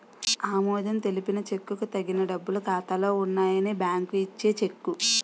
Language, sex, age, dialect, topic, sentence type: Telugu, female, 18-24, Utterandhra, banking, statement